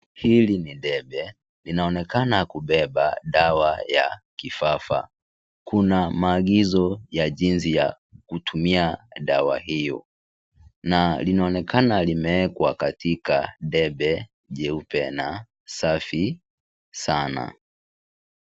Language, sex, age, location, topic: Swahili, male, 18-24, Kisii, health